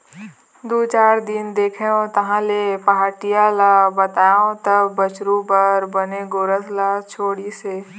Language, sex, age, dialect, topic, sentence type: Chhattisgarhi, female, 18-24, Eastern, agriculture, statement